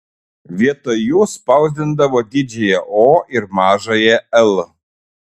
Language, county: Lithuanian, Šiauliai